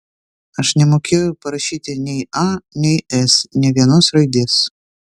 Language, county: Lithuanian, Vilnius